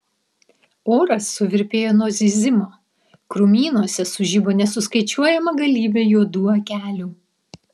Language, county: Lithuanian, Vilnius